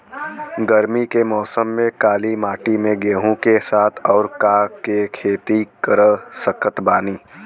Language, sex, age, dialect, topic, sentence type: Bhojpuri, male, 18-24, Western, agriculture, question